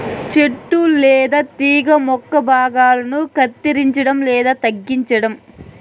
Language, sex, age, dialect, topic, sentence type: Telugu, female, 18-24, Southern, agriculture, statement